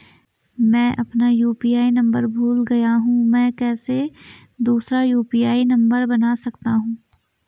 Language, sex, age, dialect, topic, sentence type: Hindi, female, 18-24, Garhwali, banking, question